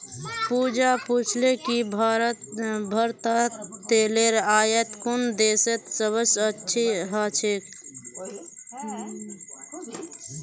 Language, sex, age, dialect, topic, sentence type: Magahi, male, 18-24, Northeastern/Surjapuri, banking, statement